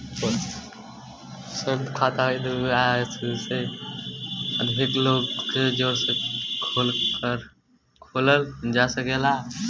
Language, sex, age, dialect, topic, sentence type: Bhojpuri, male, 18-24, Western, banking, statement